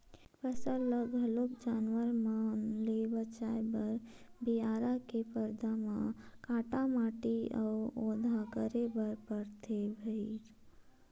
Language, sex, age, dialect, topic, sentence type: Chhattisgarhi, female, 25-30, Western/Budati/Khatahi, agriculture, statement